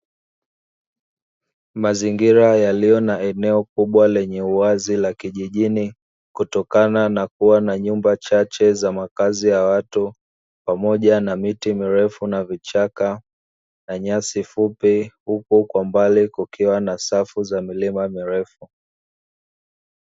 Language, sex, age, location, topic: Swahili, male, 25-35, Dar es Salaam, agriculture